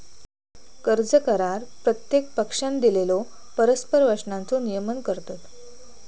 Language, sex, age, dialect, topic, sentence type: Marathi, female, 18-24, Southern Konkan, banking, statement